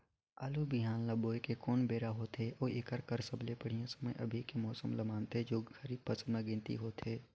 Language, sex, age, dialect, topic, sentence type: Chhattisgarhi, male, 56-60, Northern/Bhandar, agriculture, question